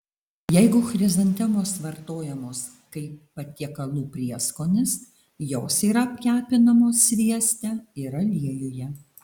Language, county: Lithuanian, Alytus